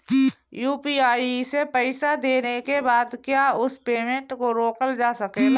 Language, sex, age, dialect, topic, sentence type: Bhojpuri, female, 31-35, Northern, banking, question